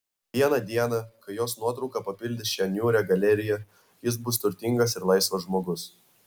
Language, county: Lithuanian, Vilnius